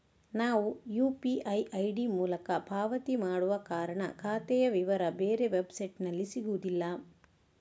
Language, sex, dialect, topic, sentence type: Kannada, female, Coastal/Dakshin, banking, statement